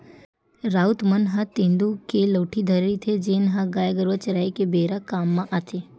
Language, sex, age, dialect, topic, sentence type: Chhattisgarhi, female, 18-24, Western/Budati/Khatahi, agriculture, statement